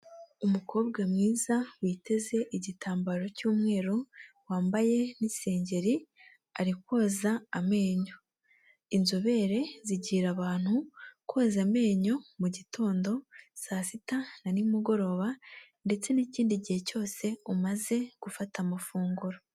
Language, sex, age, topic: Kinyarwanda, female, 18-24, health